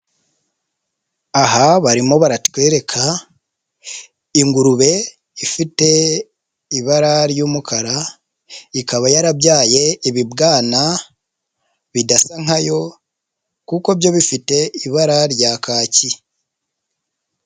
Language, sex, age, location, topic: Kinyarwanda, male, 25-35, Nyagatare, agriculture